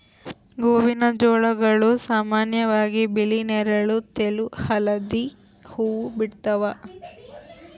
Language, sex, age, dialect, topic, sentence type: Kannada, female, 18-24, Central, agriculture, statement